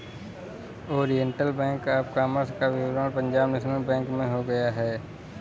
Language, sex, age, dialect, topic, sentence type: Hindi, male, 18-24, Kanauji Braj Bhasha, banking, statement